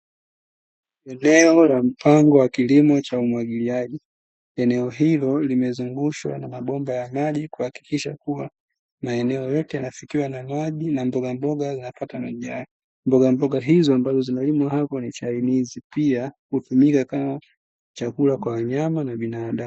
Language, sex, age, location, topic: Swahili, female, 18-24, Dar es Salaam, agriculture